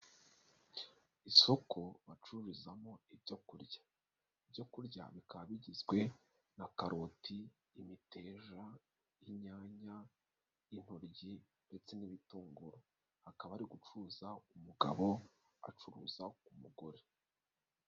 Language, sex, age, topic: Kinyarwanda, male, 25-35, finance